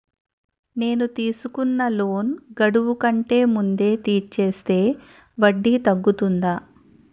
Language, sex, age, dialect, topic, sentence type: Telugu, female, 41-45, Utterandhra, banking, question